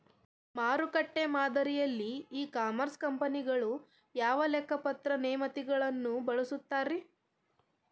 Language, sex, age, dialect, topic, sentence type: Kannada, female, 18-24, Dharwad Kannada, agriculture, question